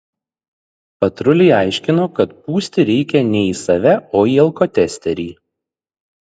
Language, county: Lithuanian, Šiauliai